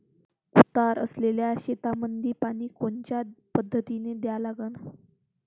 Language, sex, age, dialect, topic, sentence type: Marathi, female, 18-24, Varhadi, agriculture, question